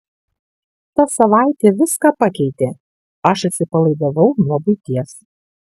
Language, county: Lithuanian, Kaunas